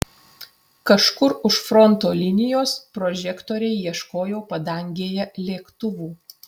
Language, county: Lithuanian, Utena